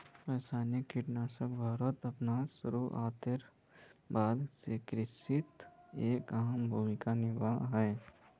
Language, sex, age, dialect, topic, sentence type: Magahi, male, 18-24, Northeastern/Surjapuri, agriculture, statement